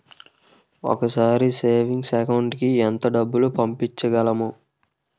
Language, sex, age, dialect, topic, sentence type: Telugu, male, 18-24, Utterandhra, banking, question